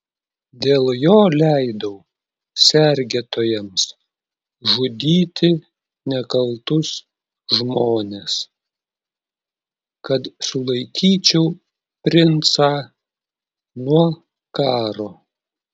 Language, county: Lithuanian, Klaipėda